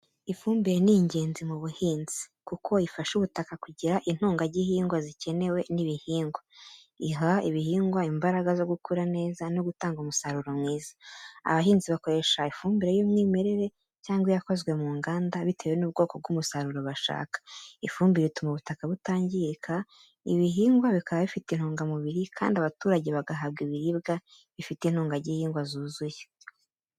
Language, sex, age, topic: Kinyarwanda, female, 18-24, education